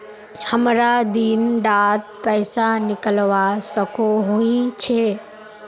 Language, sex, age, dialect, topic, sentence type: Magahi, female, 18-24, Northeastern/Surjapuri, banking, question